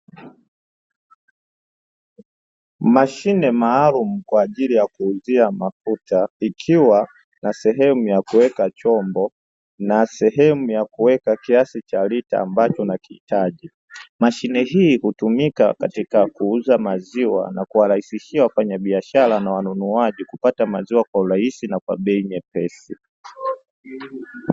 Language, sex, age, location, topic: Swahili, male, 25-35, Dar es Salaam, finance